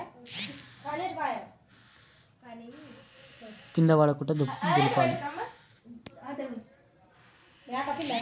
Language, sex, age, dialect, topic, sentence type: Telugu, male, 18-24, Telangana, agriculture, question